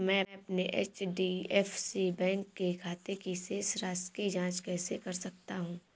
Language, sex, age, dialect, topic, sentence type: Hindi, female, 18-24, Awadhi Bundeli, banking, question